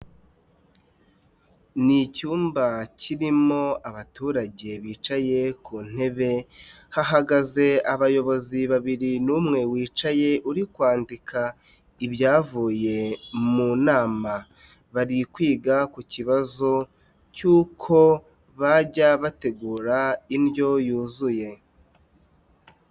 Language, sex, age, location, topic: Kinyarwanda, male, 25-35, Nyagatare, health